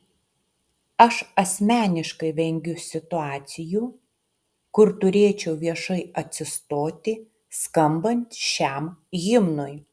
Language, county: Lithuanian, Utena